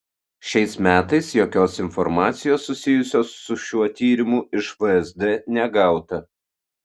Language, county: Lithuanian, Kaunas